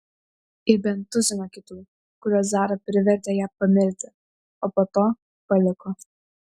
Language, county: Lithuanian, Vilnius